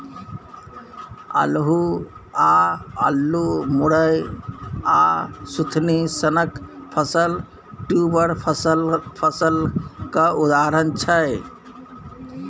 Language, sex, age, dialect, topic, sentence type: Maithili, male, 41-45, Bajjika, agriculture, statement